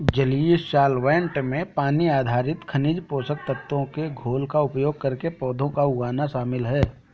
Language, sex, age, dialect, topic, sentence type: Hindi, male, 18-24, Awadhi Bundeli, agriculture, statement